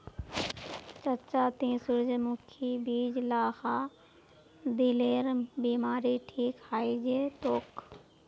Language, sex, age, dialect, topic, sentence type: Magahi, female, 56-60, Northeastern/Surjapuri, agriculture, statement